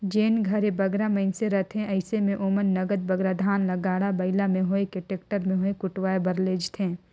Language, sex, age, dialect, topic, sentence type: Chhattisgarhi, female, 25-30, Northern/Bhandar, agriculture, statement